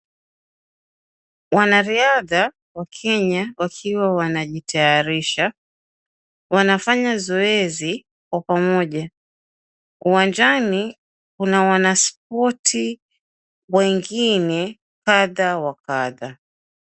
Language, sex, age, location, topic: Swahili, female, 25-35, Mombasa, education